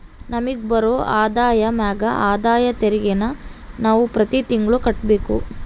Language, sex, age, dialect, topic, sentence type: Kannada, female, 18-24, Central, banking, statement